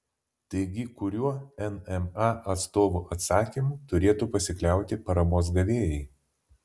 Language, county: Lithuanian, Vilnius